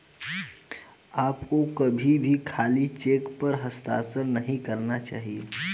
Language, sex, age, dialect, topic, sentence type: Hindi, male, 18-24, Hindustani Malvi Khadi Boli, banking, statement